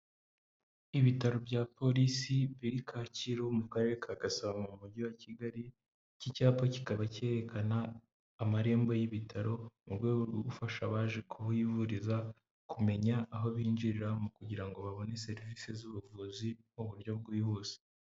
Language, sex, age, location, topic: Kinyarwanda, male, 18-24, Huye, government